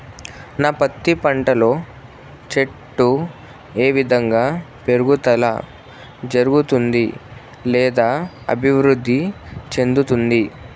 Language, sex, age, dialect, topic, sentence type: Telugu, male, 56-60, Telangana, agriculture, question